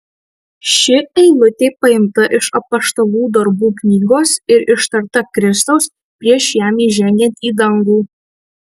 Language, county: Lithuanian, Marijampolė